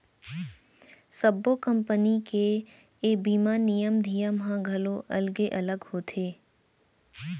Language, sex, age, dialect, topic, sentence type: Chhattisgarhi, female, 18-24, Central, banking, statement